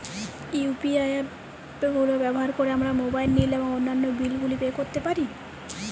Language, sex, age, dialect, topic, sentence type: Bengali, female, 18-24, Jharkhandi, banking, statement